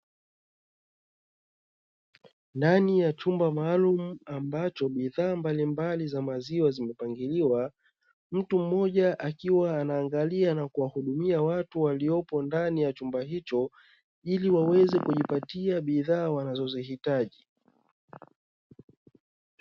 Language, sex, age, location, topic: Swahili, male, 36-49, Dar es Salaam, finance